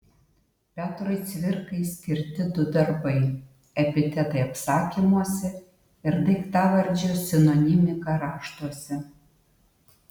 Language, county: Lithuanian, Utena